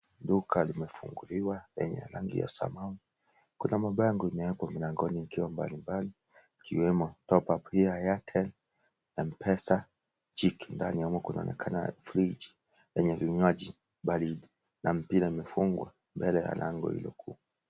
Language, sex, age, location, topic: Swahili, male, 36-49, Kisii, finance